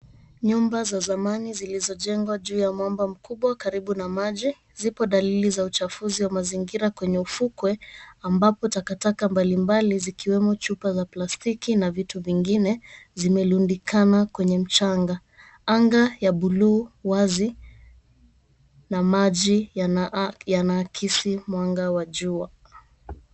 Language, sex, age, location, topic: Swahili, female, 25-35, Mombasa, government